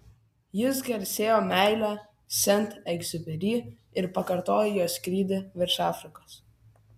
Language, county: Lithuanian, Kaunas